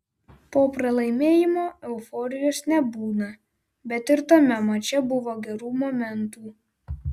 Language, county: Lithuanian, Vilnius